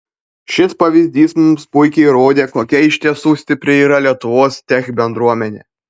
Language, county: Lithuanian, Panevėžys